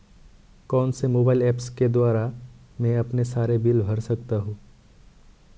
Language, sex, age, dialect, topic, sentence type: Hindi, male, 18-24, Marwari Dhudhari, banking, question